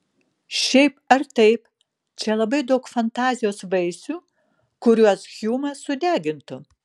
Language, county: Lithuanian, Kaunas